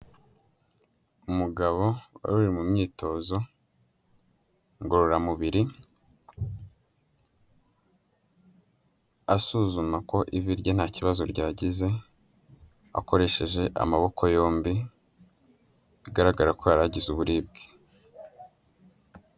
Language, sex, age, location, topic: Kinyarwanda, male, 18-24, Huye, health